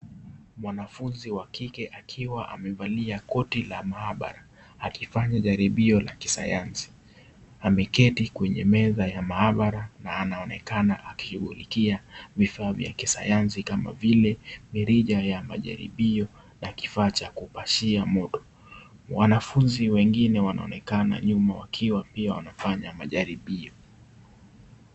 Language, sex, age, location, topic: Swahili, male, 18-24, Kisii, health